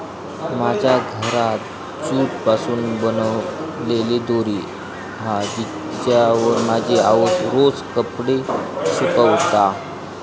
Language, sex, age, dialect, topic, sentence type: Marathi, male, 25-30, Southern Konkan, agriculture, statement